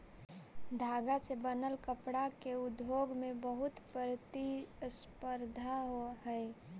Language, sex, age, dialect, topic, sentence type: Magahi, female, 18-24, Central/Standard, agriculture, statement